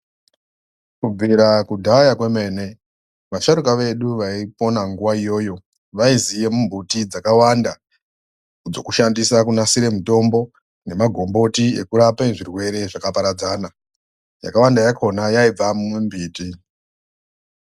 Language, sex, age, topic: Ndau, female, 25-35, health